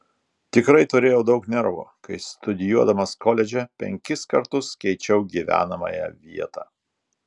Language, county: Lithuanian, Telšiai